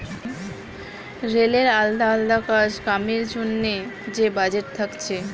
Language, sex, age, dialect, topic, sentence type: Bengali, female, 18-24, Western, banking, statement